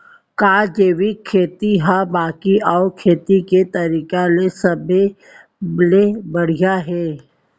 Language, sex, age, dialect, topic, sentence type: Chhattisgarhi, female, 18-24, Central, agriculture, question